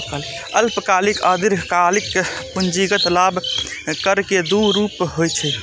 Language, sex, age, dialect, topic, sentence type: Maithili, male, 18-24, Eastern / Thethi, banking, statement